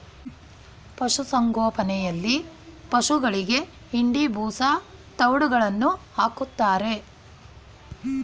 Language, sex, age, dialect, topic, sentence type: Kannada, female, 41-45, Mysore Kannada, agriculture, statement